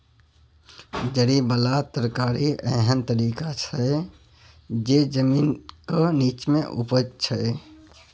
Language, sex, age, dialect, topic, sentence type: Maithili, male, 31-35, Bajjika, agriculture, statement